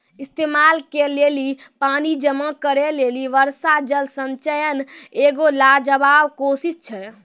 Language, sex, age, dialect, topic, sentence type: Maithili, female, 18-24, Angika, agriculture, statement